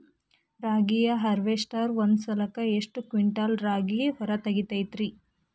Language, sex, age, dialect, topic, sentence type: Kannada, female, 41-45, Dharwad Kannada, agriculture, question